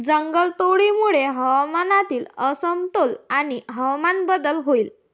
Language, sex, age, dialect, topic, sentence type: Marathi, female, 51-55, Varhadi, agriculture, statement